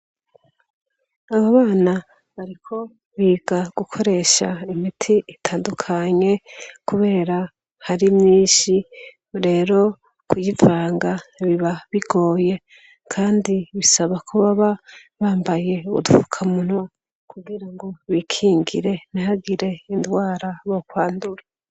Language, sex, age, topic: Rundi, female, 25-35, education